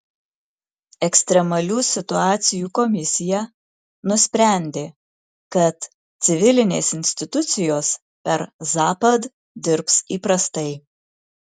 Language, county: Lithuanian, Marijampolė